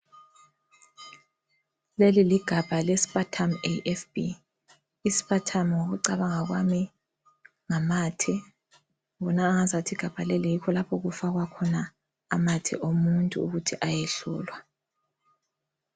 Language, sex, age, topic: North Ndebele, female, 25-35, health